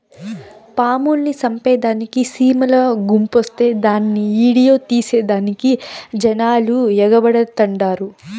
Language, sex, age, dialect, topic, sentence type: Telugu, female, 18-24, Southern, agriculture, statement